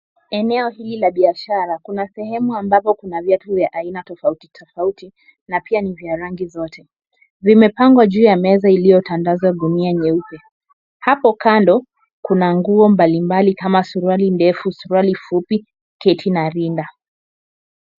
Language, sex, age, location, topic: Swahili, female, 18-24, Kisumu, finance